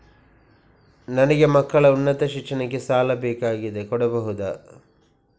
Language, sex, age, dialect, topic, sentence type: Kannada, male, 56-60, Coastal/Dakshin, banking, question